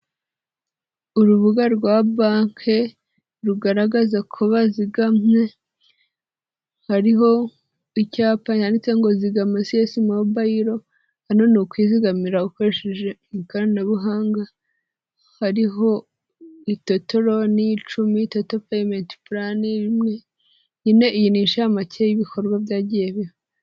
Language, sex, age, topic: Kinyarwanda, female, 18-24, finance